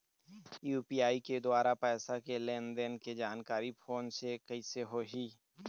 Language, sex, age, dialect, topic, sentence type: Chhattisgarhi, male, 31-35, Eastern, banking, question